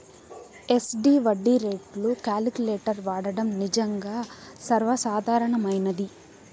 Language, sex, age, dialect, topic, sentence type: Telugu, female, 18-24, Southern, banking, statement